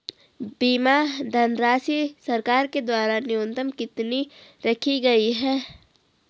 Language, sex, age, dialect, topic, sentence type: Hindi, female, 18-24, Garhwali, banking, question